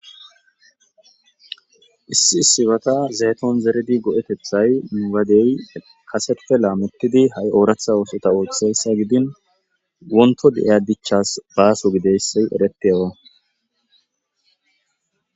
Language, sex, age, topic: Gamo, male, 25-35, agriculture